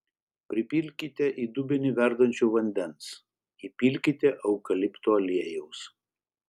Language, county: Lithuanian, Šiauliai